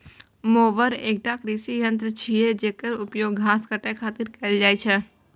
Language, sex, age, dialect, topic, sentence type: Maithili, female, 18-24, Eastern / Thethi, agriculture, statement